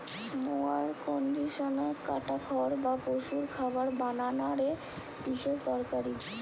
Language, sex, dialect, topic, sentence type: Bengali, female, Western, agriculture, statement